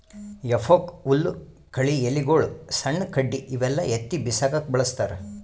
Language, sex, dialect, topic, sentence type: Kannada, male, Northeastern, agriculture, statement